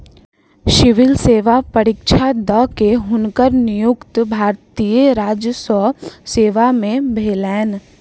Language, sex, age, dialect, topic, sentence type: Maithili, female, 60-100, Southern/Standard, banking, statement